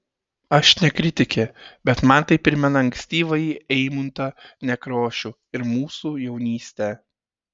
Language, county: Lithuanian, Šiauliai